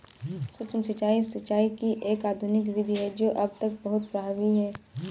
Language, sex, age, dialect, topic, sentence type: Hindi, female, 18-24, Kanauji Braj Bhasha, agriculture, statement